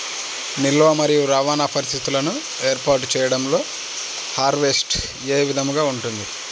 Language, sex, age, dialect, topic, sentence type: Telugu, male, 25-30, Central/Coastal, agriculture, question